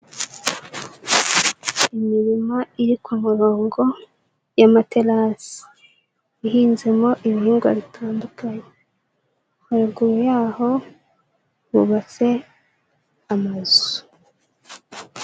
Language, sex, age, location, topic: Kinyarwanda, female, 18-24, Huye, agriculture